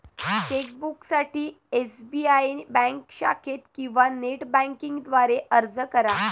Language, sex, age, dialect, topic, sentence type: Marathi, female, 18-24, Varhadi, banking, statement